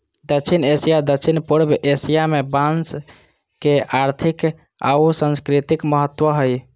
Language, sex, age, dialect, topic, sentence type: Magahi, female, 18-24, Southern, agriculture, statement